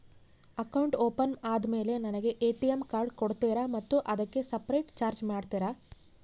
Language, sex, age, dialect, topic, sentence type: Kannada, female, 25-30, Central, banking, question